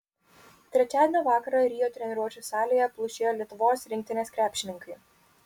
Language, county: Lithuanian, Vilnius